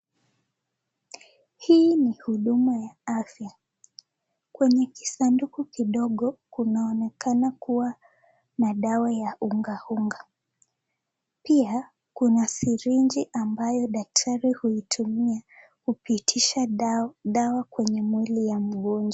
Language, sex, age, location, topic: Swahili, female, 18-24, Nakuru, health